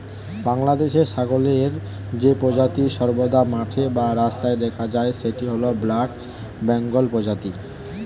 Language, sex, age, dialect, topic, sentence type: Bengali, male, 18-24, Standard Colloquial, agriculture, statement